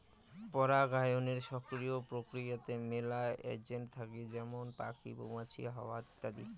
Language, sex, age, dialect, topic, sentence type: Bengali, male, 18-24, Rajbangshi, agriculture, statement